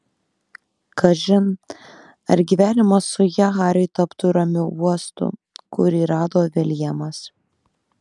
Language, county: Lithuanian, Kaunas